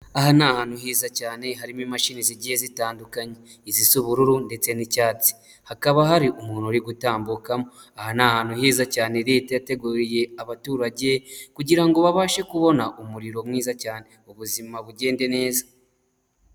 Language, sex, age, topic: Kinyarwanda, male, 25-35, health